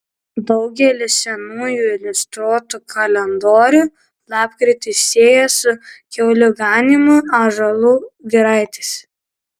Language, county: Lithuanian, Kaunas